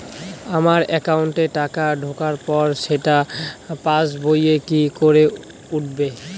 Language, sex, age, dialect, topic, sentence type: Bengali, male, 18-24, Rajbangshi, banking, question